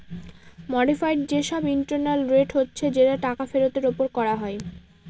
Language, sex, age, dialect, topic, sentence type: Bengali, female, 18-24, Northern/Varendri, banking, statement